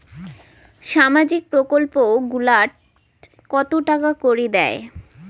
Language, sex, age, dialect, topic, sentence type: Bengali, female, 18-24, Rajbangshi, banking, question